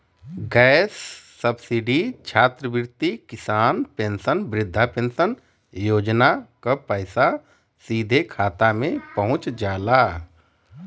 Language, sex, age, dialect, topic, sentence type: Bhojpuri, male, 31-35, Western, banking, statement